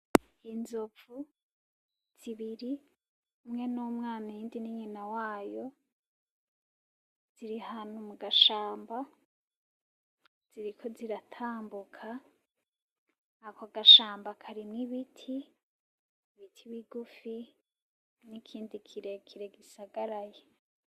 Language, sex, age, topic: Rundi, female, 25-35, agriculture